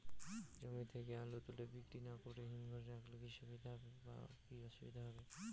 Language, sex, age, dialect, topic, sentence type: Bengali, male, 18-24, Rajbangshi, agriculture, question